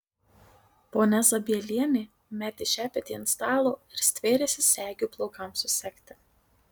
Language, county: Lithuanian, Marijampolė